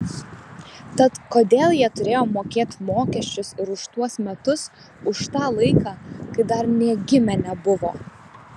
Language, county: Lithuanian, Vilnius